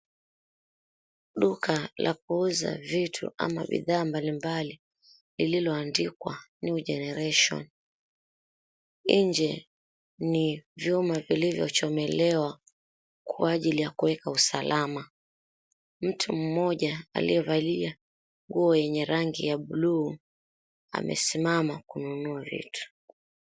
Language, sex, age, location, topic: Swahili, female, 25-35, Mombasa, finance